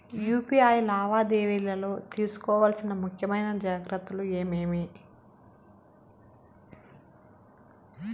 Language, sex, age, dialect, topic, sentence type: Telugu, male, 56-60, Southern, banking, question